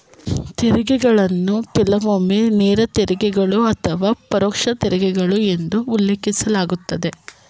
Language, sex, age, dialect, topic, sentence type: Kannada, female, 31-35, Mysore Kannada, banking, statement